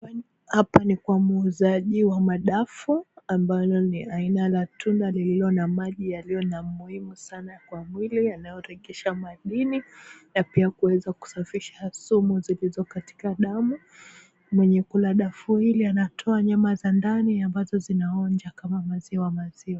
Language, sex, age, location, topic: Swahili, female, 25-35, Mombasa, agriculture